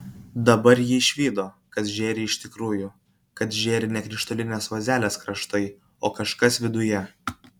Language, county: Lithuanian, Kaunas